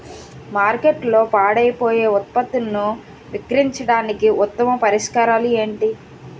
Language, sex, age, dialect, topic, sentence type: Telugu, female, 25-30, Utterandhra, agriculture, statement